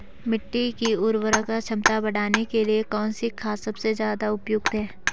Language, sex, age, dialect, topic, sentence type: Hindi, female, 18-24, Garhwali, agriculture, question